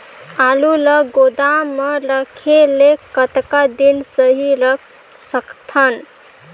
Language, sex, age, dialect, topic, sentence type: Chhattisgarhi, female, 18-24, Northern/Bhandar, agriculture, question